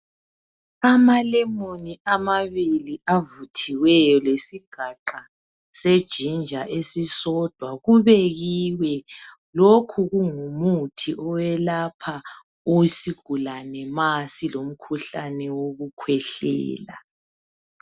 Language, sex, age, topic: North Ndebele, female, 50+, health